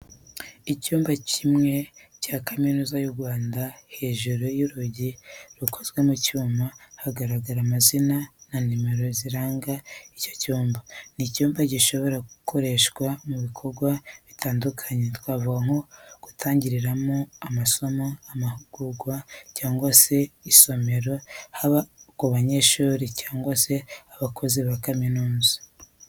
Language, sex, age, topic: Kinyarwanda, female, 36-49, education